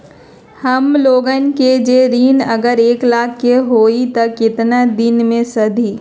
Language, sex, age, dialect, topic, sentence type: Magahi, female, 31-35, Western, banking, question